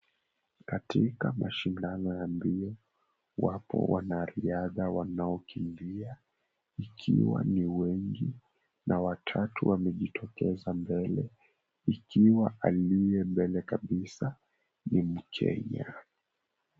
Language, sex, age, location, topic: Swahili, male, 18-24, Mombasa, education